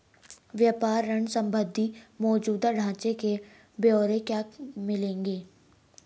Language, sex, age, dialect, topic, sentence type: Hindi, female, 36-40, Hindustani Malvi Khadi Boli, banking, question